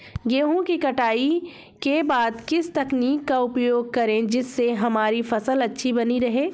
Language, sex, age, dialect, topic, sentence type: Hindi, female, 36-40, Awadhi Bundeli, agriculture, question